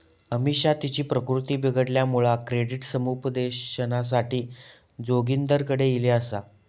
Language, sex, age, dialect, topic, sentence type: Marathi, male, 18-24, Southern Konkan, banking, statement